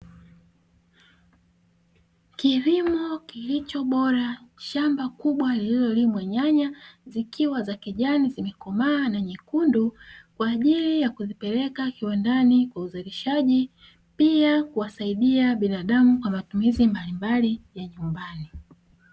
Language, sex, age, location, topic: Swahili, female, 36-49, Dar es Salaam, agriculture